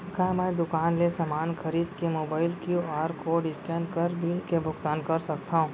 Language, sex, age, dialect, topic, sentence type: Chhattisgarhi, female, 25-30, Central, banking, question